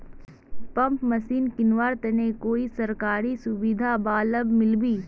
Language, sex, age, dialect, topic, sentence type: Magahi, female, 25-30, Northeastern/Surjapuri, agriculture, question